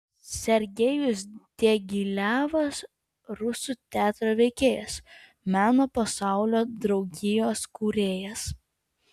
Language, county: Lithuanian, Vilnius